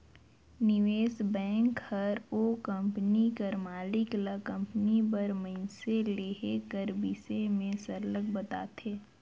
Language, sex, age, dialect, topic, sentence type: Chhattisgarhi, female, 51-55, Northern/Bhandar, banking, statement